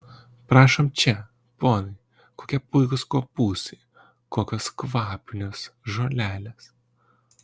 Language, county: Lithuanian, Kaunas